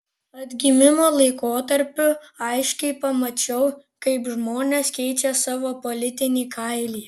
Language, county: Lithuanian, Panevėžys